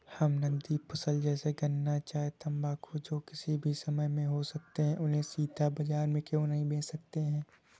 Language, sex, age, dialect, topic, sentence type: Hindi, male, 25-30, Awadhi Bundeli, agriculture, question